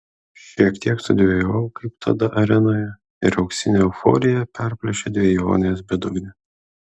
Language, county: Lithuanian, Kaunas